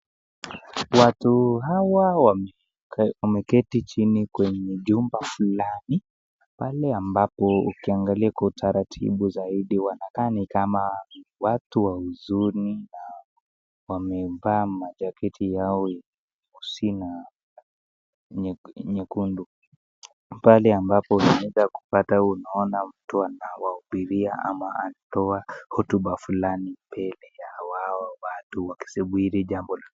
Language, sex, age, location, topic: Swahili, female, 36-49, Nakuru, government